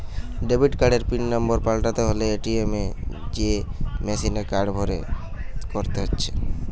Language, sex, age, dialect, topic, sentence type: Bengali, male, 18-24, Western, banking, statement